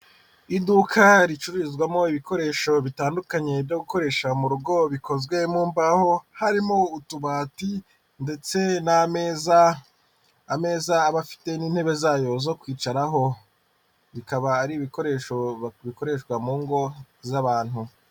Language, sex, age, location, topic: Kinyarwanda, female, 25-35, Kigali, finance